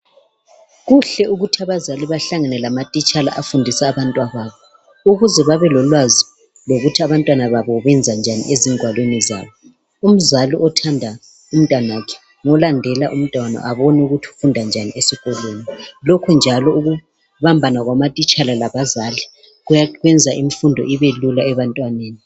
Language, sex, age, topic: North Ndebele, male, 36-49, education